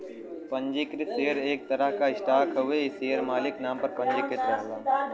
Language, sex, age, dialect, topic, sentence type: Bhojpuri, male, 18-24, Western, banking, statement